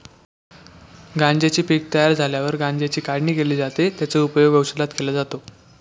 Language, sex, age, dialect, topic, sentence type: Marathi, male, 18-24, Northern Konkan, agriculture, statement